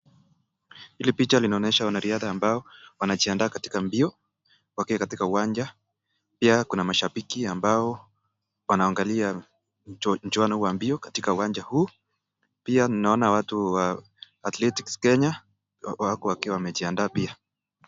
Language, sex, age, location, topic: Swahili, male, 25-35, Nakuru, government